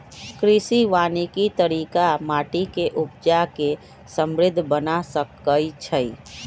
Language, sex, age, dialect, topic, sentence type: Magahi, male, 41-45, Western, agriculture, statement